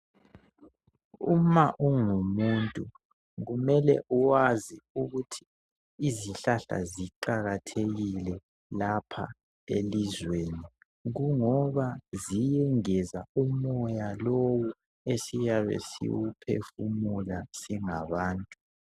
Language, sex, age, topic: North Ndebele, male, 18-24, health